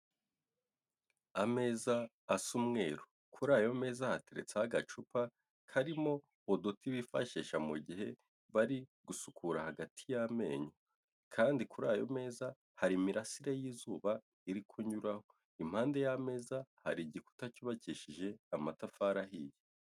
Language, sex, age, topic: Kinyarwanda, male, 18-24, finance